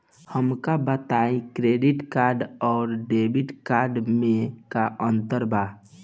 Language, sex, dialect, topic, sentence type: Bhojpuri, male, Southern / Standard, banking, question